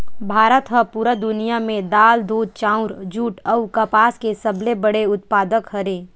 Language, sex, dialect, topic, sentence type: Chhattisgarhi, female, Western/Budati/Khatahi, agriculture, statement